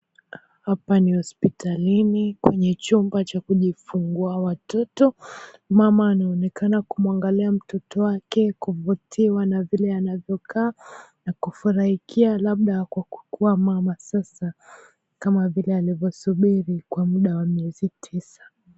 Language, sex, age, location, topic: Swahili, female, 25-35, Mombasa, health